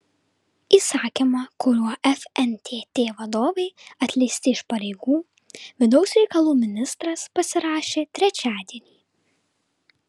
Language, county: Lithuanian, Vilnius